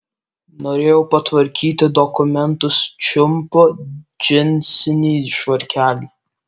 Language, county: Lithuanian, Alytus